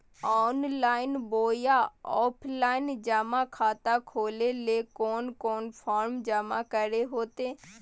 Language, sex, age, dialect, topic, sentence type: Magahi, female, 18-24, Southern, banking, question